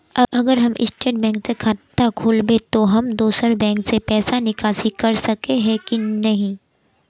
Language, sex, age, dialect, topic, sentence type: Magahi, male, 18-24, Northeastern/Surjapuri, banking, question